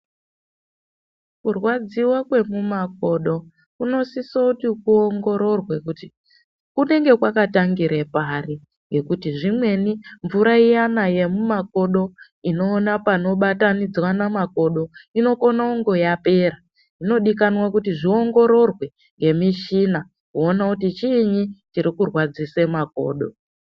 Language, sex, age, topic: Ndau, female, 36-49, health